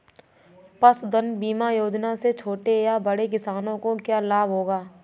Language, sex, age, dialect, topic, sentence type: Hindi, female, 51-55, Kanauji Braj Bhasha, agriculture, question